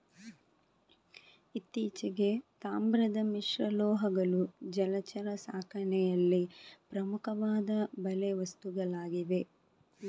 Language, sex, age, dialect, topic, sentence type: Kannada, female, 25-30, Coastal/Dakshin, agriculture, statement